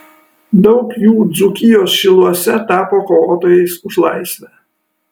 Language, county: Lithuanian, Kaunas